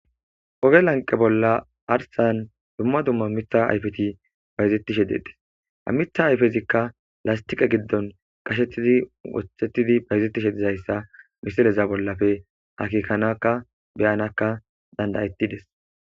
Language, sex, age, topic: Gamo, male, 18-24, agriculture